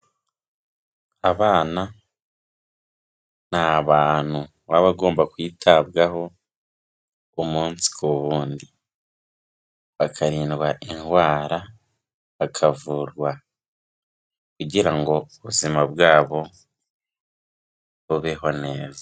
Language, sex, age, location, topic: Kinyarwanda, female, 18-24, Kigali, health